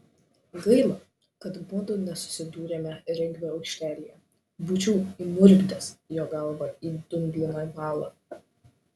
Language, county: Lithuanian, Šiauliai